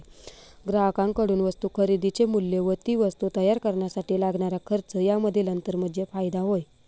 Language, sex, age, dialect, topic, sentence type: Marathi, female, 25-30, Northern Konkan, banking, statement